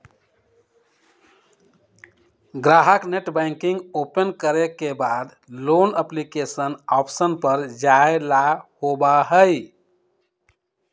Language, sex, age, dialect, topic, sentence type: Magahi, male, 56-60, Western, banking, statement